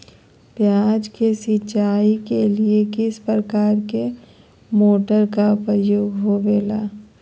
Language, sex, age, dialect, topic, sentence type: Magahi, female, 25-30, Southern, agriculture, question